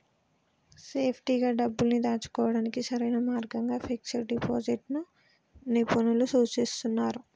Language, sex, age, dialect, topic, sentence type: Telugu, female, 25-30, Telangana, banking, statement